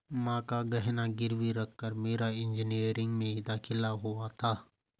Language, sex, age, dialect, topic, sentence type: Hindi, male, 25-30, Garhwali, banking, statement